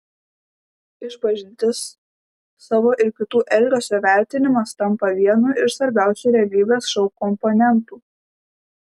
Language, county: Lithuanian, Klaipėda